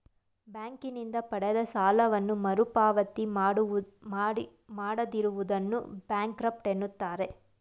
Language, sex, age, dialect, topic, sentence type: Kannada, female, 25-30, Mysore Kannada, banking, statement